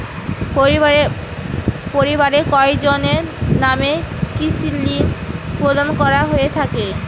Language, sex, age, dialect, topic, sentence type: Bengali, female, 25-30, Rajbangshi, banking, question